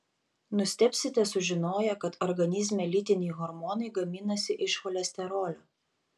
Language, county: Lithuanian, Panevėžys